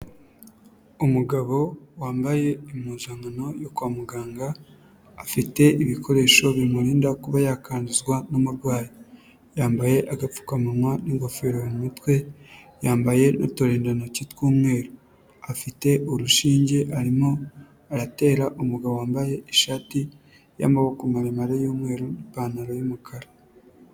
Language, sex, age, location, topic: Kinyarwanda, male, 18-24, Nyagatare, health